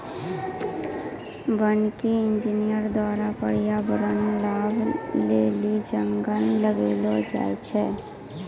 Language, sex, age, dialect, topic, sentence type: Maithili, female, 18-24, Angika, agriculture, statement